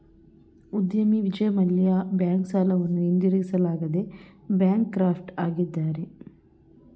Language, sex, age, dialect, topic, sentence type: Kannada, female, 31-35, Mysore Kannada, banking, statement